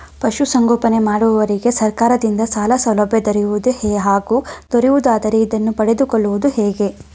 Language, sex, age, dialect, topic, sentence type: Kannada, female, 18-24, Mysore Kannada, agriculture, question